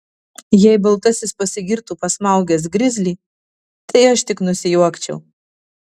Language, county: Lithuanian, Kaunas